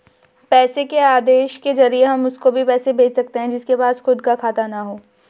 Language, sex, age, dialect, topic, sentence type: Hindi, female, 18-24, Marwari Dhudhari, banking, statement